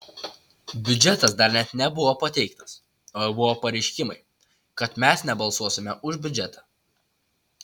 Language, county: Lithuanian, Utena